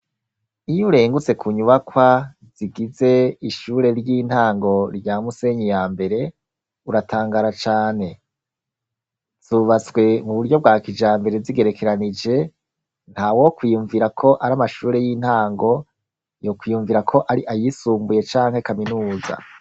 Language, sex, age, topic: Rundi, male, 36-49, education